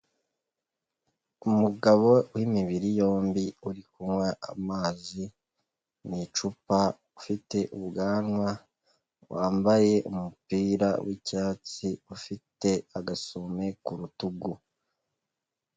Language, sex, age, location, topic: Kinyarwanda, male, 18-24, Kigali, health